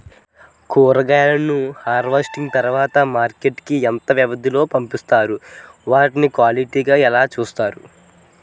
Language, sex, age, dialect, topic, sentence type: Telugu, male, 18-24, Utterandhra, agriculture, question